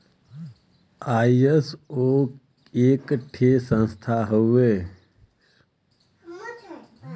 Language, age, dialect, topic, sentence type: Bhojpuri, 25-30, Western, banking, statement